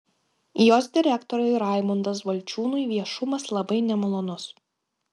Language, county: Lithuanian, Kaunas